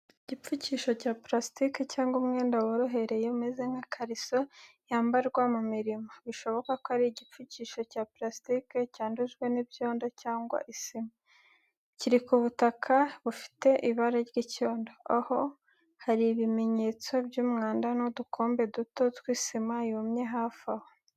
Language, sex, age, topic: Kinyarwanda, female, 18-24, education